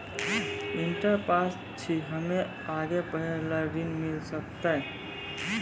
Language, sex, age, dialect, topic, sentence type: Maithili, male, 18-24, Angika, banking, question